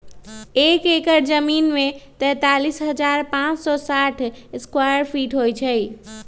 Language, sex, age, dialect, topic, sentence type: Magahi, female, 31-35, Western, agriculture, statement